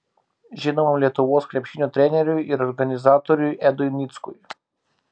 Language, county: Lithuanian, Klaipėda